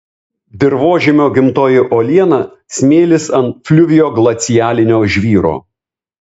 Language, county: Lithuanian, Vilnius